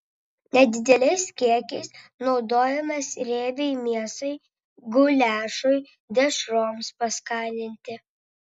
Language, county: Lithuanian, Vilnius